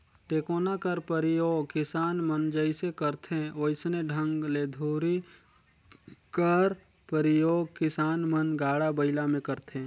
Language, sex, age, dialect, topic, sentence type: Chhattisgarhi, male, 31-35, Northern/Bhandar, agriculture, statement